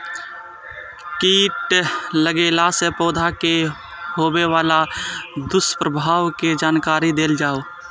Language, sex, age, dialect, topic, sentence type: Maithili, male, 18-24, Eastern / Thethi, agriculture, question